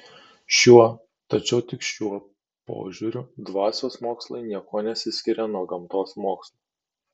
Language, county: Lithuanian, Kaunas